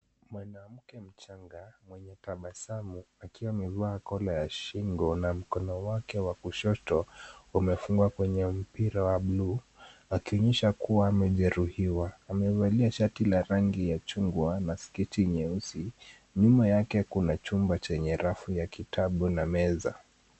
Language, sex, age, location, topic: Swahili, male, 18-24, Kisumu, finance